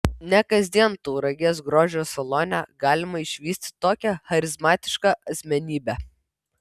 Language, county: Lithuanian, Vilnius